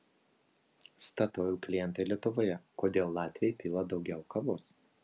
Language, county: Lithuanian, Vilnius